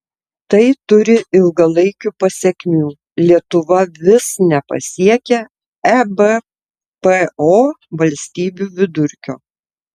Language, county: Lithuanian, Tauragė